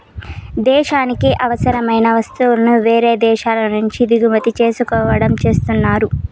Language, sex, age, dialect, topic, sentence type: Telugu, female, 18-24, Southern, banking, statement